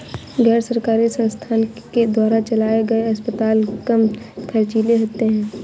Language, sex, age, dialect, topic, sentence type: Hindi, female, 25-30, Marwari Dhudhari, banking, statement